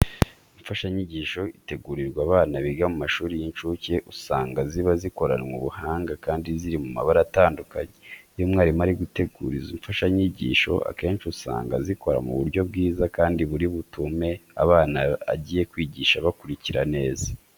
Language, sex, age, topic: Kinyarwanda, male, 25-35, education